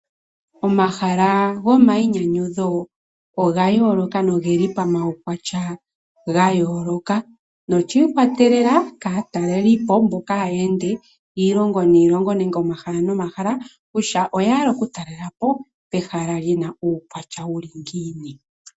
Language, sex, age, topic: Oshiwambo, female, 25-35, agriculture